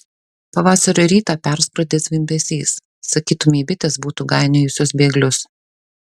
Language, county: Lithuanian, Šiauliai